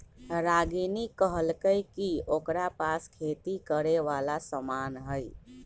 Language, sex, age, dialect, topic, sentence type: Magahi, male, 41-45, Western, agriculture, statement